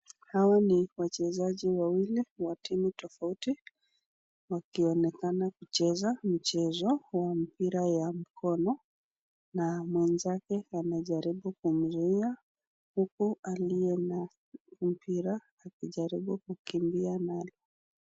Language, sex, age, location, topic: Swahili, female, 36-49, Nakuru, government